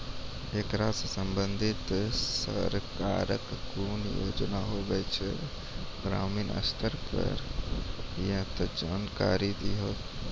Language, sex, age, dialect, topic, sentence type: Maithili, male, 18-24, Angika, banking, question